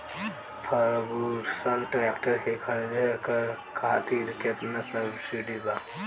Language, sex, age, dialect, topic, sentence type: Bhojpuri, male, <18, Southern / Standard, agriculture, question